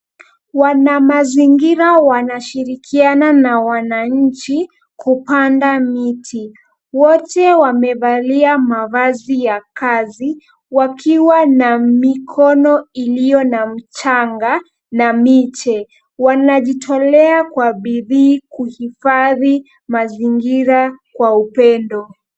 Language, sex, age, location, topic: Swahili, female, 18-24, Nairobi, government